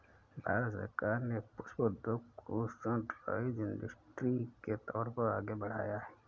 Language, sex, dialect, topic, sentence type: Hindi, male, Awadhi Bundeli, agriculture, statement